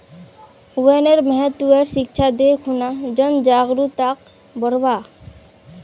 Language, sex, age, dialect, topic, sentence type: Magahi, female, 18-24, Northeastern/Surjapuri, agriculture, statement